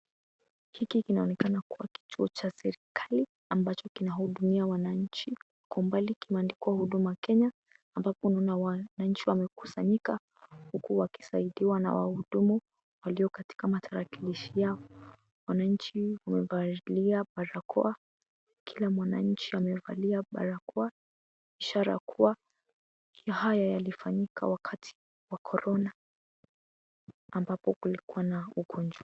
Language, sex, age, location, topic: Swahili, female, 18-24, Kisii, government